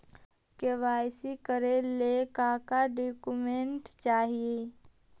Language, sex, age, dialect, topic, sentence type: Magahi, female, 18-24, Central/Standard, banking, question